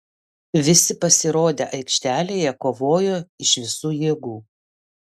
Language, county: Lithuanian, Vilnius